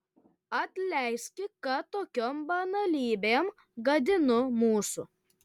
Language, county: Lithuanian, Kaunas